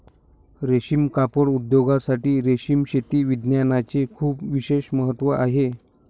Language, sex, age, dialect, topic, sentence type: Marathi, male, 60-100, Standard Marathi, agriculture, statement